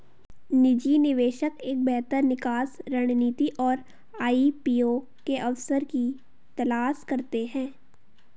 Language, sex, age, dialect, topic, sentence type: Hindi, female, 18-24, Garhwali, banking, statement